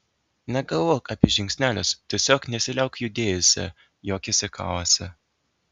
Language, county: Lithuanian, Vilnius